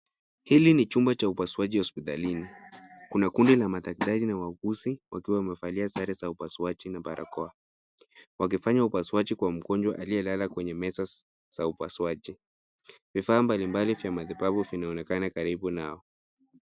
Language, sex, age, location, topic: Swahili, male, 50+, Nairobi, health